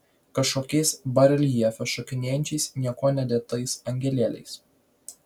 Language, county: Lithuanian, Vilnius